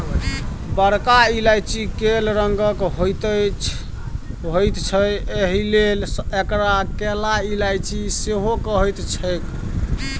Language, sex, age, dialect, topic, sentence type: Maithili, male, 25-30, Bajjika, agriculture, statement